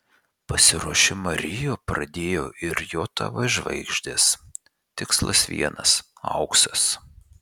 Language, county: Lithuanian, Šiauliai